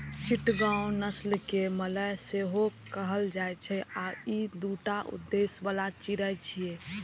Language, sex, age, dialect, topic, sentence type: Maithili, female, 18-24, Eastern / Thethi, agriculture, statement